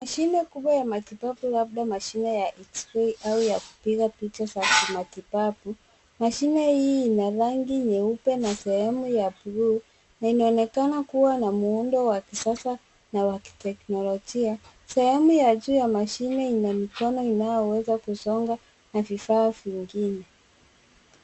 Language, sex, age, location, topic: Swahili, female, 36-49, Nairobi, health